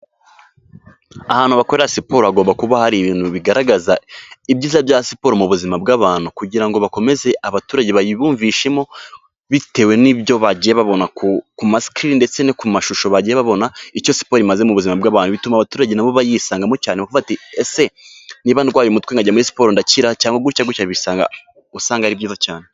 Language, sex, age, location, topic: Kinyarwanda, male, 18-24, Kigali, health